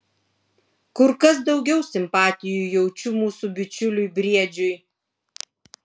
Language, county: Lithuanian, Vilnius